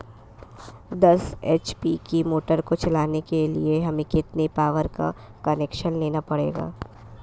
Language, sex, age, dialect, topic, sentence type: Hindi, female, 25-30, Marwari Dhudhari, agriculture, question